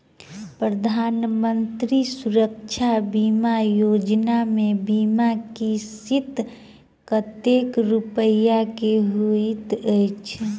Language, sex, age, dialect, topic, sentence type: Maithili, female, 25-30, Southern/Standard, banking, question